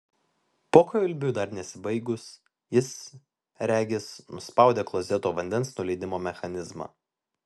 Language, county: Lithuanian, Vilnius